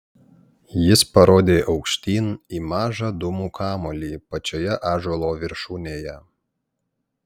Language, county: Lithuanian, Panevėžys